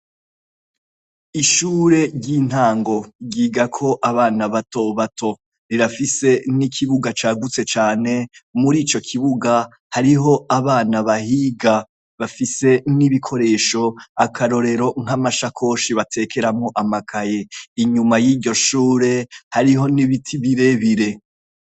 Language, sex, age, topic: Rundi, male, 25-35, education